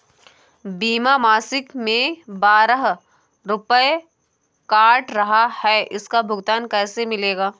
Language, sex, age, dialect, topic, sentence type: Hindi, female, 18-24, Awadhi Bundeli, banking, question